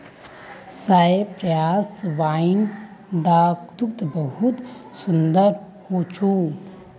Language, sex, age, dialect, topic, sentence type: Magahi, female, 18-24, Northeastern/Surjapuri, agriculture, statement